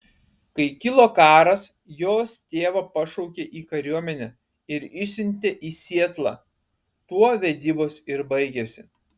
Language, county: Lithuanian, Kaunas